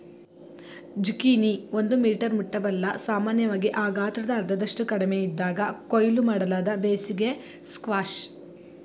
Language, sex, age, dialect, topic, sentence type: Kannada, female, 25-30, Mysore Kannada, agriculture, statement